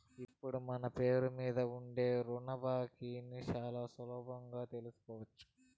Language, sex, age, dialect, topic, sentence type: Telugu, male, 18-24, Southern, banking, statement